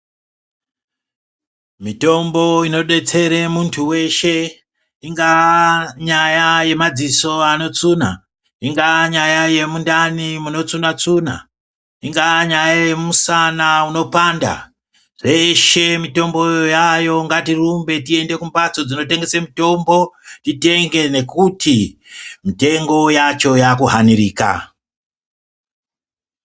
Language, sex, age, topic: Ndau, female, 25-35, health